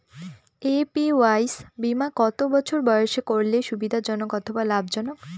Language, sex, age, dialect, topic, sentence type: Bengali, female, 18-24, Northern/Varendri, banking, question